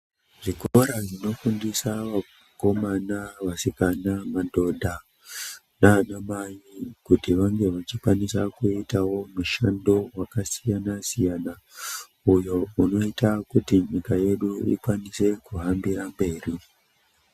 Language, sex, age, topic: Ndau, male, 25-35, education